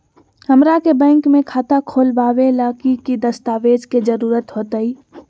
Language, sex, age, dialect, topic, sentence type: Magahi, female, 25-30, Western, banking, question